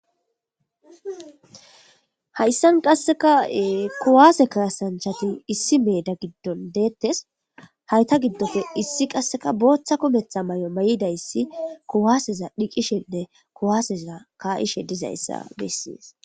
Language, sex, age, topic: Gamo, female, 25-35, government